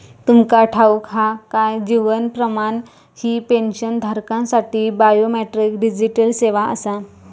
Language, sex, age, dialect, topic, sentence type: Marathi, female, 25-30, Southern Konkan, banking, statement